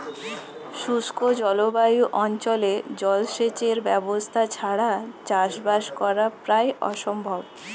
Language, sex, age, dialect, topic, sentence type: Bengali, female, 25-30, Standard Colloquial, agriculture, statement